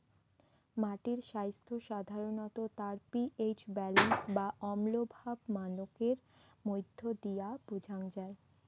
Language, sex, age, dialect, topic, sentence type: Bengali, female, 18-24, Rajbangshi, agriculture, statement